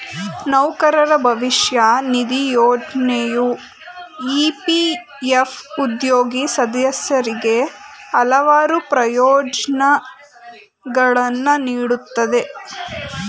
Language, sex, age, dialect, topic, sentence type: Kannada, female, 18-24, Mysore Kannada, banking, statement